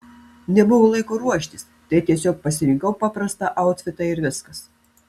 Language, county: Lithuanian, Telšiai